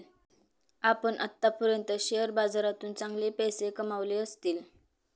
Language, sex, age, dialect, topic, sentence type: Marathi, female, 18-24, Standard Marathi, banking, statement